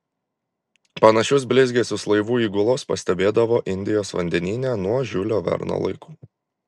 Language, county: Lithuanian, Klaipėda